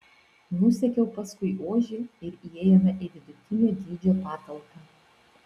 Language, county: Lithuanian, Vilnius